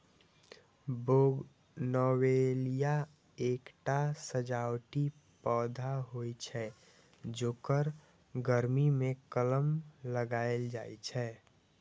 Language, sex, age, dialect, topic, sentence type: Maithili, male, 18-24, Eastern / Thethi, agriculture, statement